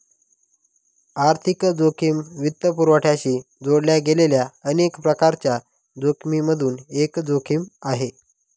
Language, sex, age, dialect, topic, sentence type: Marathi, male, 36-40, Northern Konkan, banking, statement